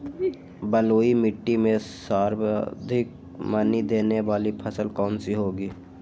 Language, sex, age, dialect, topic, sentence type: Magahi, female, 18-24, Western, agriculture, question